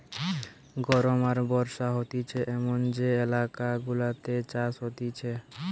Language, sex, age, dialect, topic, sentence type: Bengali, male, <18, Western, agriculture, statement